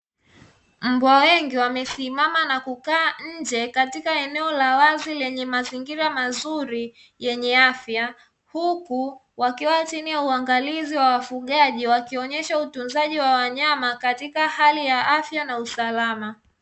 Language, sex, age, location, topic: Swahili, female, 25-35, Dar es Salaam, agriculture